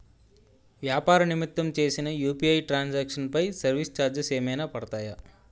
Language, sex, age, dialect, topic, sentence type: Telugu, male, 25-30, Utterandhra, banking, question